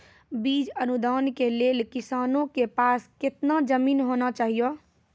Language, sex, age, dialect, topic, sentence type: Maithili, female, 18-24, Angika, agriculture, question